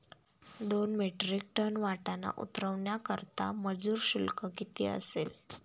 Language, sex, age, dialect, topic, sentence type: Marathi, female, 31-35, Standard Marathi, agriculture, question